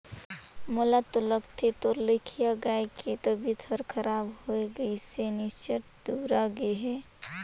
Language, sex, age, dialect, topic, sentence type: Chhattisgarhi, female, 18-24, Northern/Bhandar, agriculture, statement